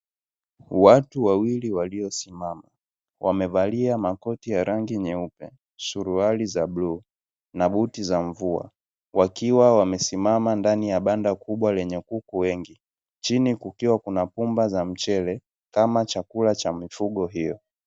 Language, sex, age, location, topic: Swahili, male, 18-24, Dar es Salaam, agriculture